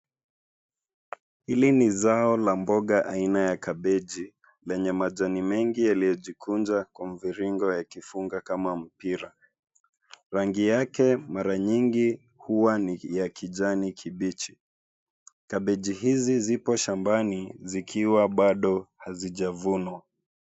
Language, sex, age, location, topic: Swahili, male, 25-35, Nairobi, agriculture